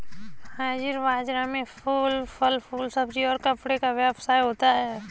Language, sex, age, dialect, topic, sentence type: Hindi, female, 18-24, Kanauji Braj Bhasha, banking, statement